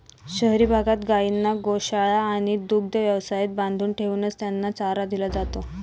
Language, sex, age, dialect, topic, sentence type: Marathi, female, 18-24, Standard Marathi, agriculture, statement